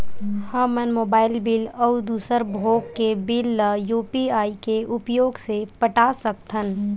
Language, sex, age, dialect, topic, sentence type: Chhattisgarhi, female, 18-24, Western/Budati/Khatahi, banking, statement